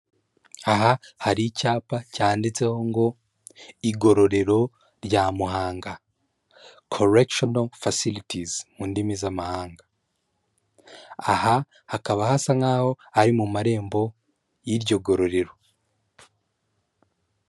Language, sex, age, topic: Kinyarwanda, male, 25-35, government